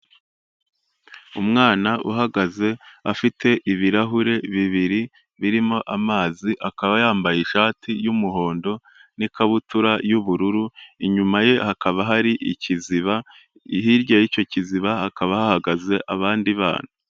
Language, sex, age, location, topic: Kinyarwanda, male, 25-35, Kigali, health